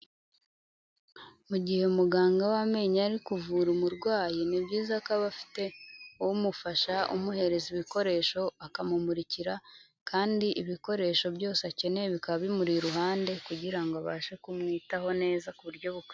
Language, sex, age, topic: Kinyarwanda, female, 25-35, health